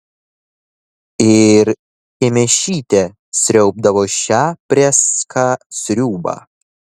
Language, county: Lithuanian, Šiauliai